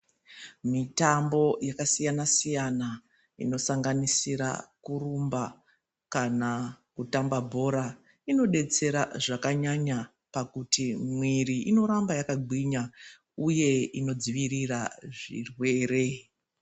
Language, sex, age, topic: Ndau, female, 25-35, health